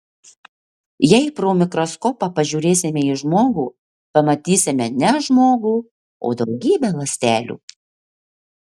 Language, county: Lithuanian, Marijampolė